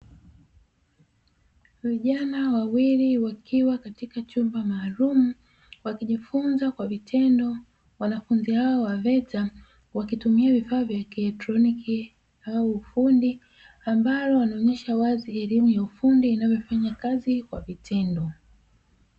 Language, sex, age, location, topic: Swahili, female, 25-35, Dar es Salaam, education